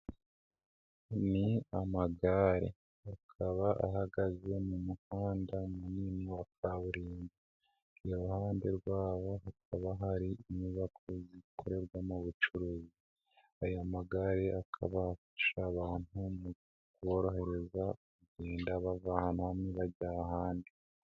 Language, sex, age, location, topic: Kinyarwanda, male, 18-24, Nyagatare, finance